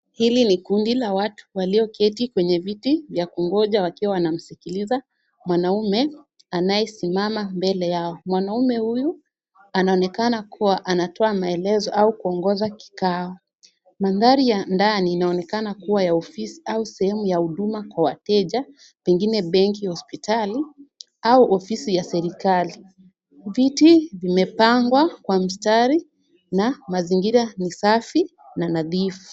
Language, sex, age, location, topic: Swahili, female, 18-24, Kisumu, government